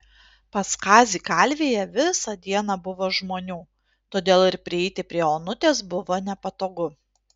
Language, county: Lithuanian, Panevėžys